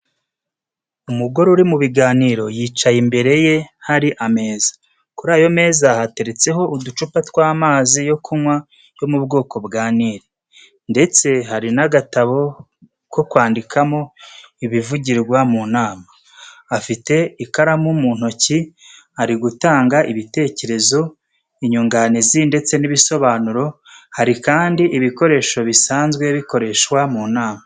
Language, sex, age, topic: Kinyarwanda, male, 36-49, education